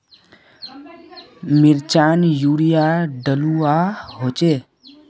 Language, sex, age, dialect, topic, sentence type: Magahi, male, 31-35, Northeastern/Surjapuri, agriculture, question